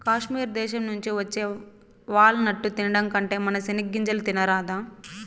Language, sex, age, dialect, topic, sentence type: Telugu, female, 18-24, Southern, agriculture, statement